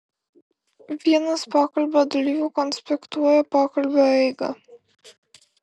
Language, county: Lithuanian, Alytus